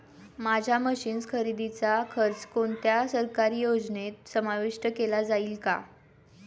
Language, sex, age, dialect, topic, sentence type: Marathi, female, 18-24, Standard Marathi, agriculture, question